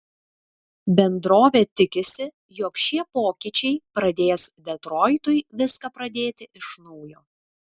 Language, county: Lithuanian, Vilnius